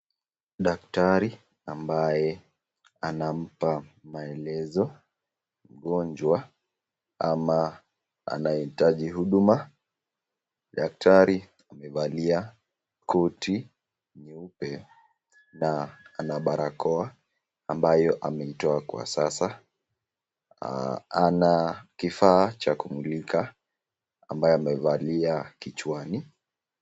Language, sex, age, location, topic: Swahili, female, 36-49, Nakuru, health